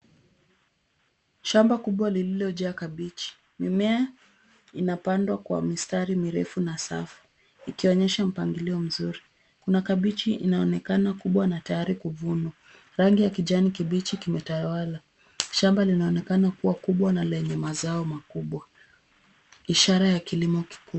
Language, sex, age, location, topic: Swahili, female, 25-35, Nairobi, agriculture